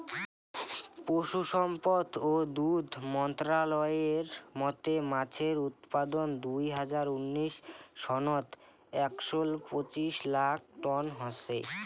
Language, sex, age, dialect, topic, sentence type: Bengali, male, <18, Rajbangshi, agriculture, statement